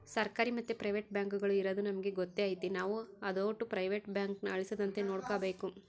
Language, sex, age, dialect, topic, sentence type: Kannada, female, 18-24, Central, banking, statement